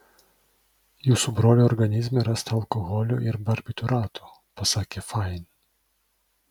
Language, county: Lithuanian, Vilnius